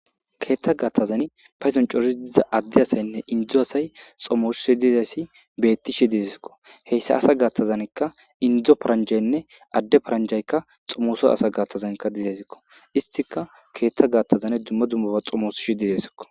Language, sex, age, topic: Gamo, male, 18-24, government